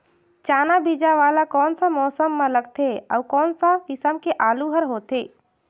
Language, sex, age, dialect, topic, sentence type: Chhattisgarhi, female, 18-24, Northern/Bhandar, agriculture, question